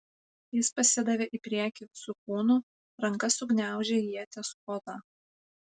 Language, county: Lithuanian, Panevėžys